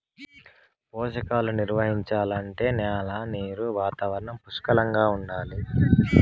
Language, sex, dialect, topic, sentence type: Telugu, male, Southern, agriculture, statement